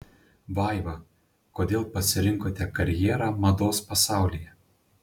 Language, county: Lithuanian, Panevėžys